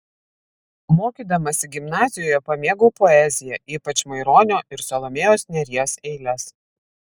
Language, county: Lithuanian, Vilnius